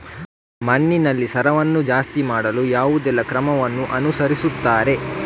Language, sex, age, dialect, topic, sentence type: Kannada, male, 36-40, Coastal/Dakshin, agriculture, question